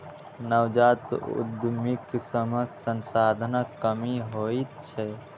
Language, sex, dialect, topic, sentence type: Maithili, male, Eastern / Thethi, banking, statement